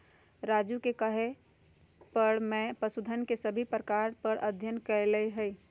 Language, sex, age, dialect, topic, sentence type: Magahi, female, 51-55, Western, agriculture, statement